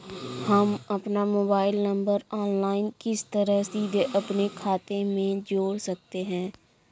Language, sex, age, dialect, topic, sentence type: Hindi, female, 25-30, Kanauji Braj Bhasha, banking, question